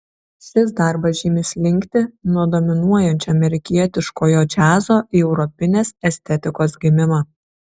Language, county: Lithuanian, Šiauliai